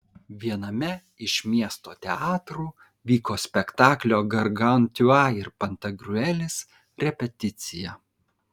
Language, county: Lithuanian, Kaunas